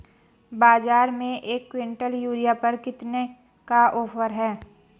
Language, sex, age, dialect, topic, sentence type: Hindi, female, 25-30, Marwari Dhudhari, agriculture, question